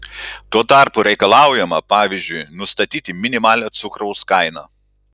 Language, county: Lithuanian, Klaipėda